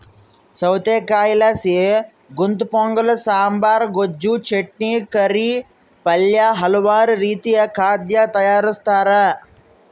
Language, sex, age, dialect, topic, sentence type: Kannada, male, 41-45, Central, agriculture, statement